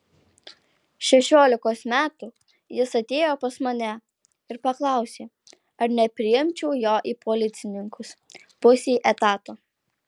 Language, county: Lithuanian, Alytus